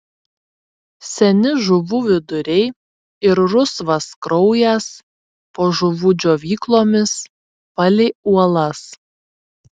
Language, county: Lithuanian, Šiauliai